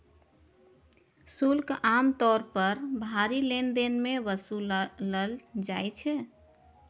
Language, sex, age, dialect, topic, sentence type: Maithili, female, 31-35, Eastern / Thethi, banking, statement